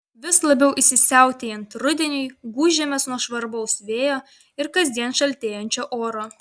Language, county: Lithuanian, Vilnius